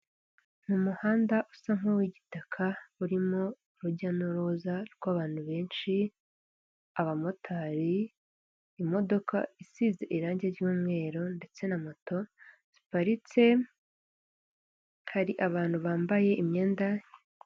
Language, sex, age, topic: Kinyarwanda, female, 18-24, government